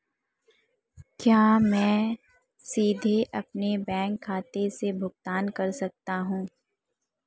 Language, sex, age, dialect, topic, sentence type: Hindi, female, 18-24, Marwari Dhudhari, banking, question